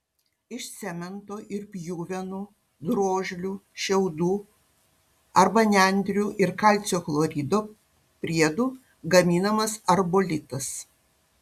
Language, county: Lithuanian, Panevėžys